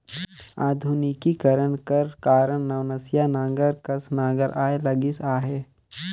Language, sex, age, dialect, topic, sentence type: Chhattisgarhi, male, 18-24, Northern/Bhandar, agriculture, statement